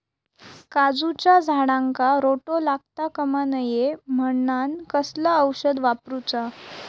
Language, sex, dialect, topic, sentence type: Marathi, female, Southern Konkan, agriculture, question